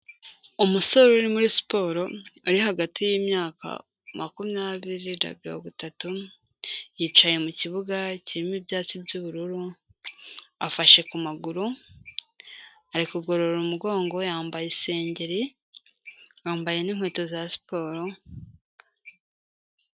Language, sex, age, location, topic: Kinyarwanda, female, 18-24, Kigali, health